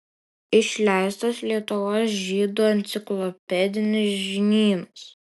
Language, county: Lithuanian, Alytus